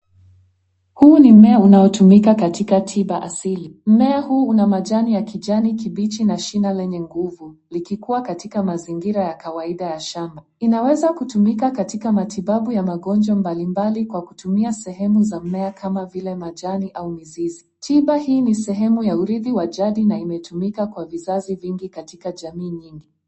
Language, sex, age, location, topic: Swahili, female, 18-24, Nairobi, health